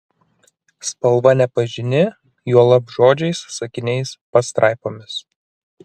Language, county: Lithuanian, Kaunas